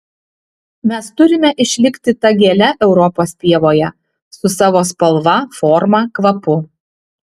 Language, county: Lithuanian, Utena